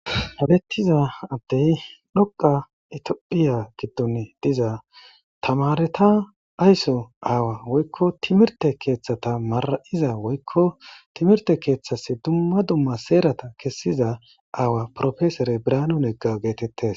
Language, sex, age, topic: Gamo, male, 25-35, government